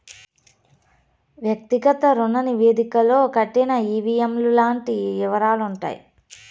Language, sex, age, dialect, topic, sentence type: Telugu, female, 25-30, Southern, banking, statement